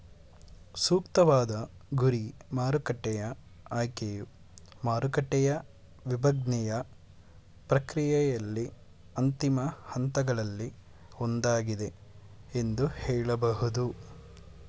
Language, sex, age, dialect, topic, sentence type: Kannada, male, 18-24, Mysore Kannada, banking, statement